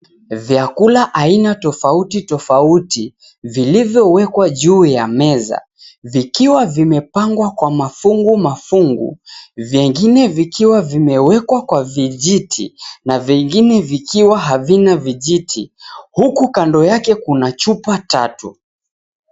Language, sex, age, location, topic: Swahili, male, 25-35, Mombasa, agriculture